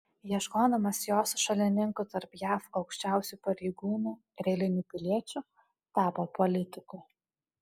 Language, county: Lithuanian, Alytus